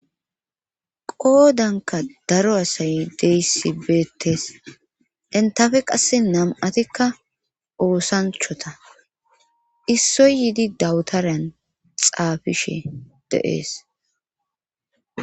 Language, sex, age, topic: Gamo, female, 25-35, government